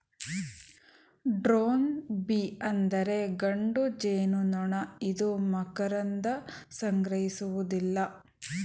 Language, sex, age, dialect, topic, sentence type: Kannada, female, 31-35, Mysore Kannada, agriculture, statement